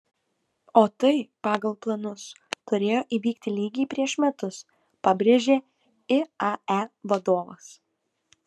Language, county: Lithuanian, Kaunas